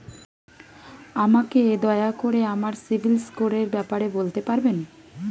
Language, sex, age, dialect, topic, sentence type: Bengali, female, 36-40, Standard Colloquial, banking, statement